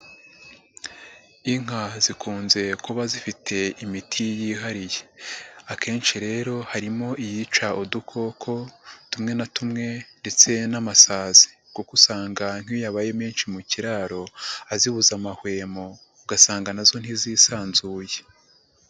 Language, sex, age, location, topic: Kinyarwanda, male, 50+, Nyagatare, agriculture